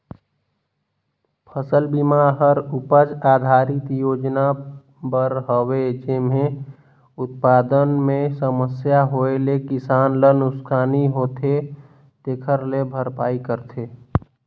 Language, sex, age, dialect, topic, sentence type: Chhattisgarhi, male, 18-24, Northern/Bhandar, banking, statement